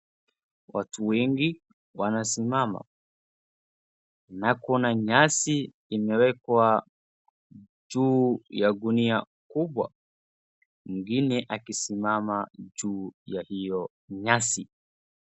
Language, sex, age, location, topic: Swahili, male, 36-49, Wajir, agriculture